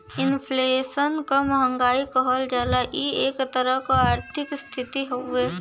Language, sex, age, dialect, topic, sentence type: Bhojpuri, female, 60-100, Western, banking, statement